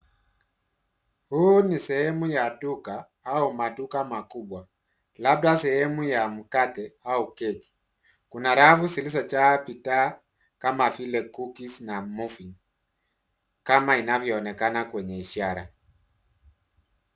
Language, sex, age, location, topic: Swahili, male, 36-49, Nairobi, finance